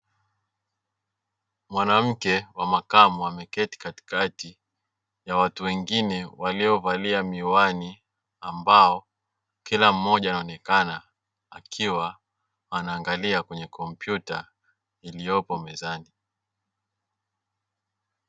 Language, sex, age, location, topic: Swahili, male, 18-24, Dar es Salaam, education